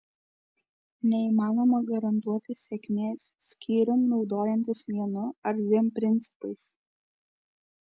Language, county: Lithuanian, Šiauliai